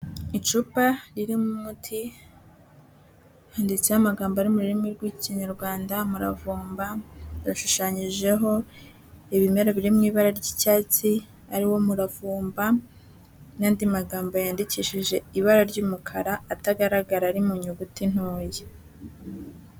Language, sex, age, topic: Kinyarwanda, female, 18-24, health